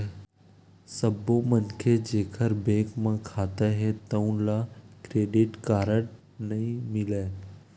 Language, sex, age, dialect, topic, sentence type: Chhattisgarhi, male, 31-35, Western/Budati/Khatahi, banking, statement